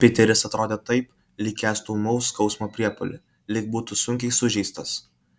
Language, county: Lithuanian, Kaunas